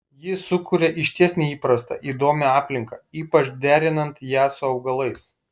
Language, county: Lithuanian, Kaunas